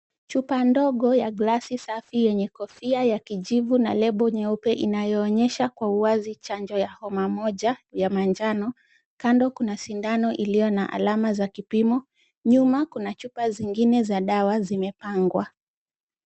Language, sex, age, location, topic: Swahili, female, 25-35, Kisumu, health